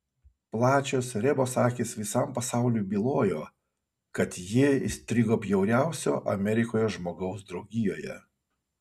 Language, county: Lithuanian, Kaunas